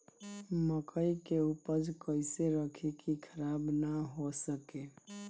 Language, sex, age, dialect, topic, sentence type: Bhojpuri, male, 25-30, Northern, agriculture, question